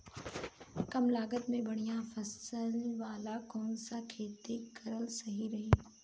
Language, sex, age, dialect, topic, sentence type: Bhojpuri, female, 31-35, Southern / Standard, agriculture, question